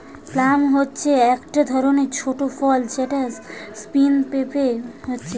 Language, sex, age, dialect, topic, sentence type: Bengali, female, 18-24, Western, agriculture, statement